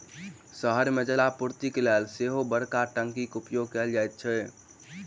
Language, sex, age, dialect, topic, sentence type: Maithili, male, 18-24, Southern/Standard, agriculture, statement